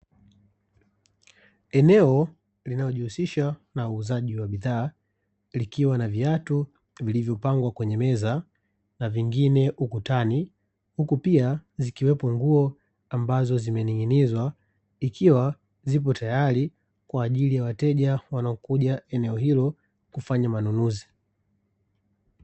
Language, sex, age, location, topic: Swahili, male, 25-35, Dar es Salaam, finance